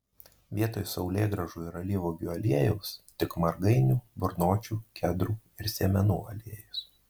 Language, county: Lithuanian, Marijampolė